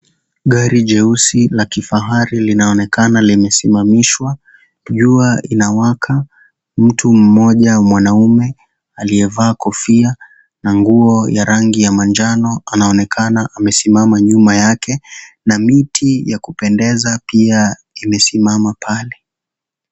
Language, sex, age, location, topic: Swahili, male, 18-24, Kisii, finance